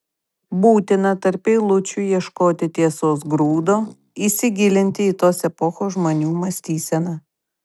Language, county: Lithuanian, Kaunas